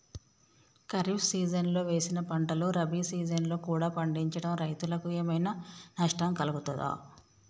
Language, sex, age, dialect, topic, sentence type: Telugu, male, 18-24, Telangana, agriculture, question